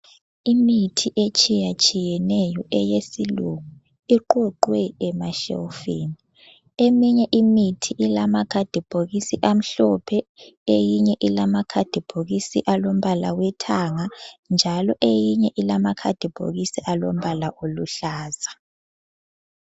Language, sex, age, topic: North Ndebele, female, 18-24, health